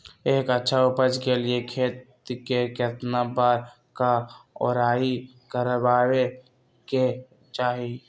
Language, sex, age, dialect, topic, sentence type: Magahi, male, 25-30, Western, agriculture, question